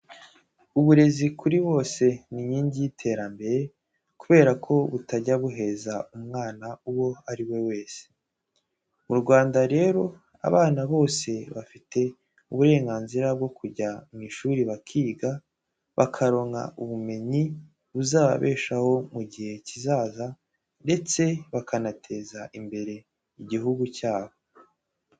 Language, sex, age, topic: Kinyarwanda, male, 18-24, education